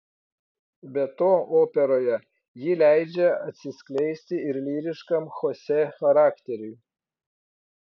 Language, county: Lithuanian, Vilnius